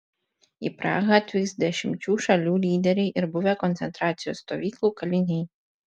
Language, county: Lithuanian, Vilnius